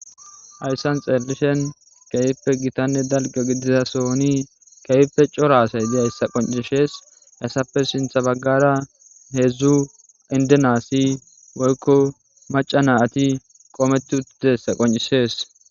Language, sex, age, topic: Gamo, male, 18-24, government